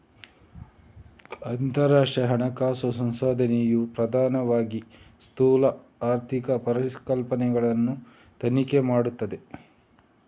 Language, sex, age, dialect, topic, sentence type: Kannada, male, 25-30, Coastal/Dakshin, banking, statement